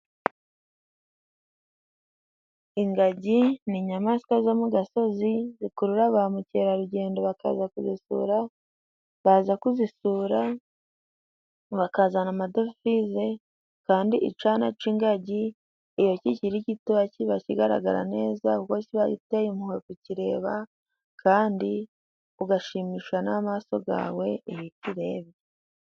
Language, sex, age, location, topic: Kinyarwanda, female, 18-24, Musanze, agriculture